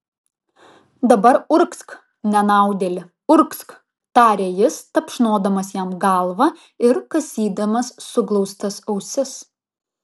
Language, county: Lithuanian, Vilnius